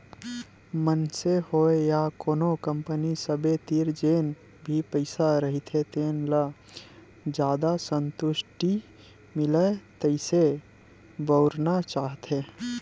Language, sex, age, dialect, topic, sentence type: Chhattisgarhi, male, 25-30, Western/Budati/Khatahi, banking, statement